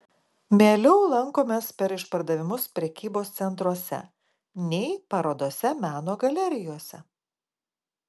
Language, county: Lithuanian, Klaipėda